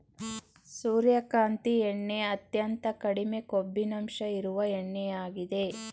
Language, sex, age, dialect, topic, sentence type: Kannada, female, 31-35, Mysore Kannada, agriculture, statement